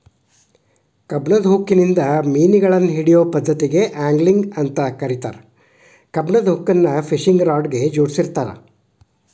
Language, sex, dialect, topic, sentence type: Kannada, male, Dharwad Kannada, agriculture, statement